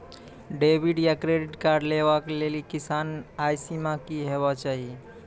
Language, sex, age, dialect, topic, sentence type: Maithili, male, 25-30, Angika, banking, question